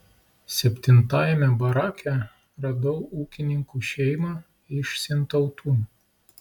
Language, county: Lithuanian, Klaipėda